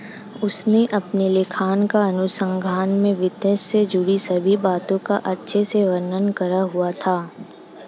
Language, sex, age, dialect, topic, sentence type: Hindi, female, 25-30, Hindustani Malvi Khadi Boli, banking, statement